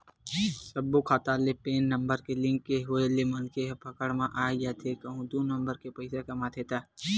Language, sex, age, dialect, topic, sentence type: Chhattisgarhi, male, 18-24, Western/Budati/Khatahi, banking, statement